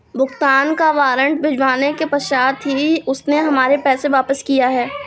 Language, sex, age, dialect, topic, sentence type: Hindi, female, 46-50, Awadhi Bundeli, banking, statement